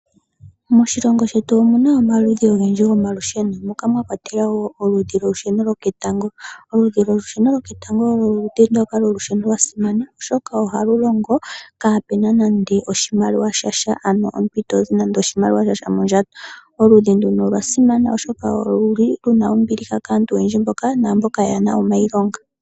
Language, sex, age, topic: Oshiwambo, female, 18-24, finance